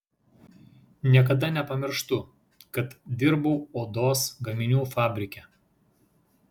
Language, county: Lithuanian, Vilnius